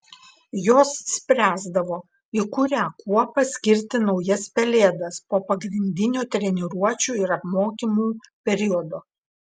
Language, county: Lithuanian, Klaipėda